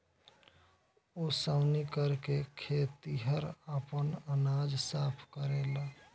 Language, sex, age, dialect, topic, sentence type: Bhojpuri, male, 18-24, Southern / Standard, agriculture, statement